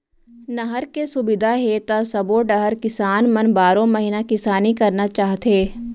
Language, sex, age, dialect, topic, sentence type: Chhattisgarhi, female, 18-24, Central, agriculture, statement